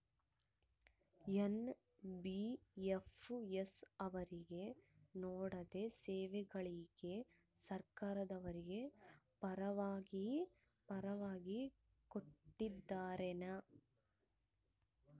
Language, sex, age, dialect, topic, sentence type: Kannada, female, 18-24, Central, banking, question